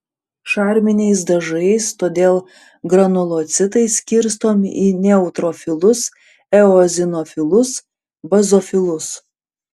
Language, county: Lithuanian, Panevėžys